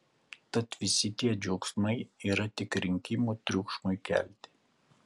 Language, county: Lithuanian, Kaunas